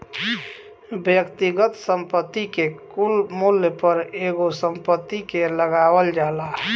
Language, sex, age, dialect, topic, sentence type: Bhojpuri, male, 31-35, Southern / Standard, banking, statement